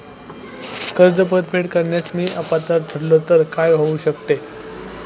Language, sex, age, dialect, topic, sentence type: Marathi, male, 18-24, Standard Marathi, banking, question